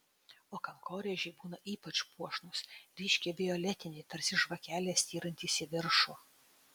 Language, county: Lithuanian, Utena